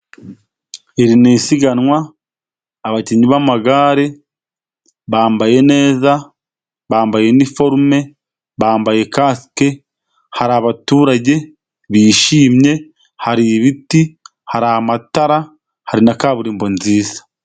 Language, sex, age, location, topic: Kinyarwanda, male, 25-35, Musanze, government